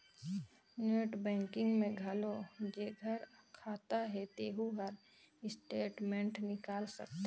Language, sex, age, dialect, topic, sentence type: Chhattisgarhi, female, 18-24, Northern/Bhandar, banking, statement